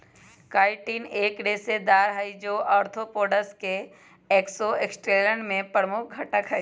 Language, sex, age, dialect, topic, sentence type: Magahi, female, 25-30, Western, agriculture, statement